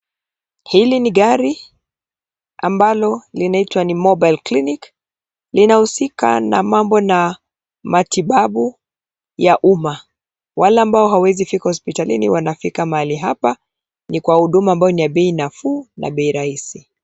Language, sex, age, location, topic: Swahili, female, 25-35, Nairobi, health